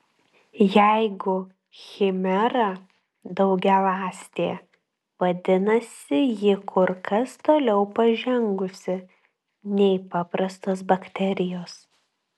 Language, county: Lithuanian, Klaipėda